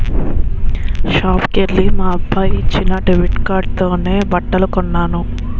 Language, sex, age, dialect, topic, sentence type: Telugu, female, 25-30, Utterandhra, banking, statement